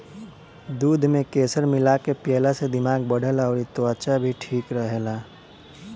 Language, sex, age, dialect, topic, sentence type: Bhojpuri, male, 18-24, Northern, agriculture, statement